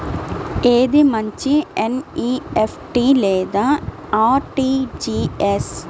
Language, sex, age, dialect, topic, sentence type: Telugu, female, 18-24, Central/Coastal, banking, question